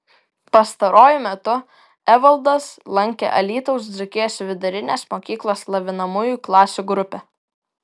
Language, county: Lithuanian, Vilnius